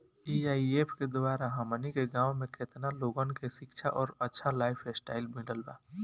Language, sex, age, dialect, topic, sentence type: Bhojpuri, male, 18-24, Southern / Standard, banking, question